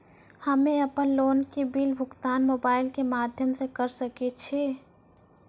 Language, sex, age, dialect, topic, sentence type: Maithili, female, 25-30, Angika, banking, question